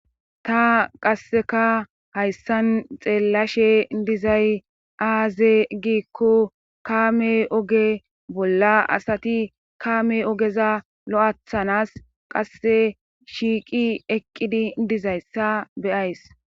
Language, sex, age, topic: Gamo, female, 36-49, government